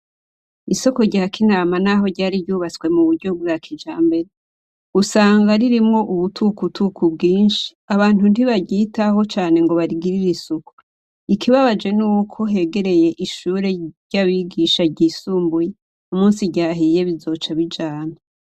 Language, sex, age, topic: Rundi, female, 25-35, education